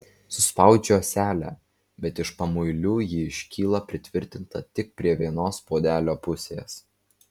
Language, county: Lithuanian, Vilnius